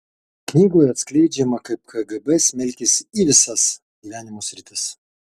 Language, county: Lithuanian, Kaunas